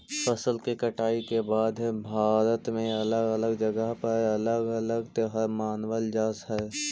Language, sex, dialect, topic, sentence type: Magahi, male, Central/Standard, agriculture, statement